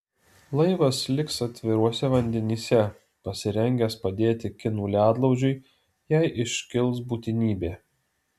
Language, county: Lithuanian, Alytus